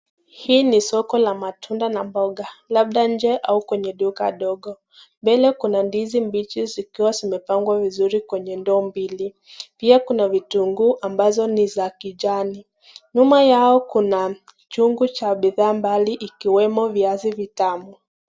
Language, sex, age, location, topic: Swahili, female, 25-35, Nakuru, finance